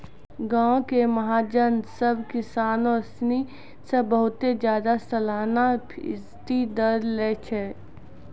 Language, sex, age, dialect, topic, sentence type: Maithili, female, 60-100, Angika, banking, statement